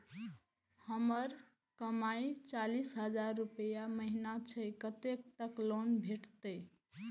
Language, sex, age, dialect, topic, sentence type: Maithili, female, 18-24, Eastern / Thethi, banking, question